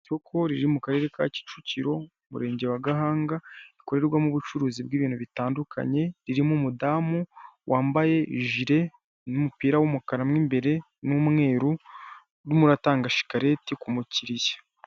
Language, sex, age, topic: Kinyarwanda, male, 18-24, finance